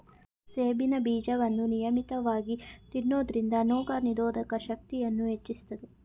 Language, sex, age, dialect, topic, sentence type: Kannada, female, 31-35, Mysore Kannada, agriculture, statement